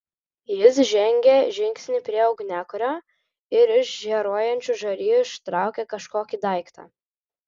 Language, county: Lithuanian, Vilnius